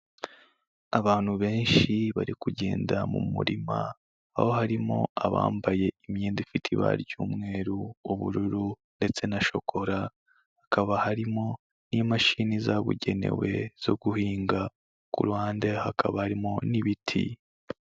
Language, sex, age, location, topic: Kinyarwanda, male, 25-35, Kigali, health